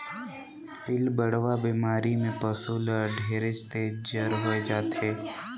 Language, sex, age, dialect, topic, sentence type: Chhattisgarhi, male, 18-24, Northern/Bhandar, agriculture, statement